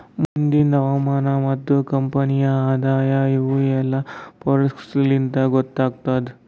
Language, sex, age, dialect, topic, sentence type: Kannada, male, 18-24, Northeastern, agriculture, statement